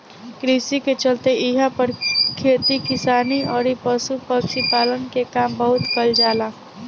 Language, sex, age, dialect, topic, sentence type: Bhojpuri, female, <18, Southern / Standard, agriculture, statement